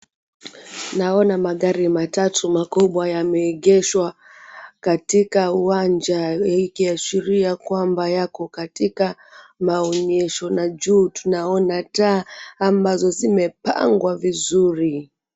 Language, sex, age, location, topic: Swahili, female, 25-35, Mombasa, finance